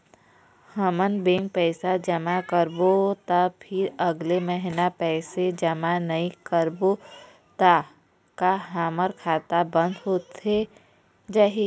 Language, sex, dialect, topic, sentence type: Chhattisgarhi, female, Eastern, banking, question